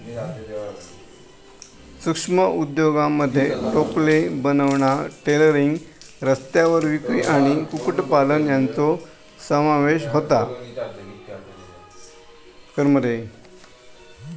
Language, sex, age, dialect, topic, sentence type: Marathi, male, 18-24, Southern Konkan, banking, statement